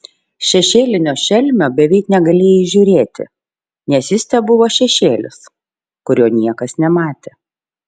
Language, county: Lithuanian, Šiauliai